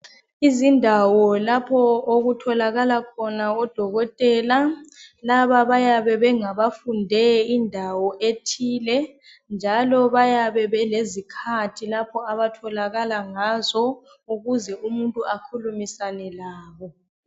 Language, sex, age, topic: North Ndebele, male, 25-35, health